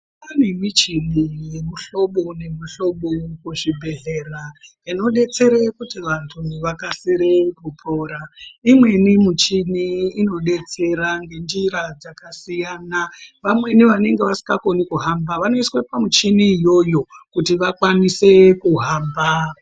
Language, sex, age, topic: Ndau, male, 18-24, health